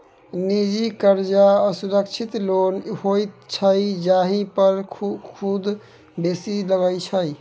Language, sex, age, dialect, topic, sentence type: Maithili, male, 18-24, Bajjika, banking, statement